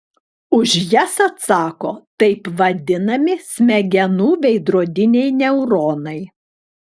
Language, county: Lithuanian, Klaipėda